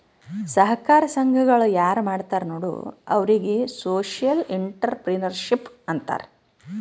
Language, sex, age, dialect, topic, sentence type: Kannada, female, 36-40, Northeastern, banking, statement